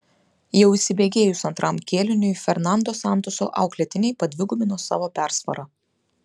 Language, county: Lithuanian, Klaipėda